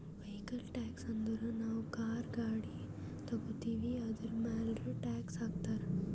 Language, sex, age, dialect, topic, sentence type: Kannada, male, 18-24, Northeastern, banking, statement